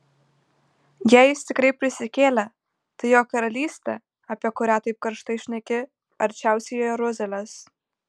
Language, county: Lithuanian, Panevėžys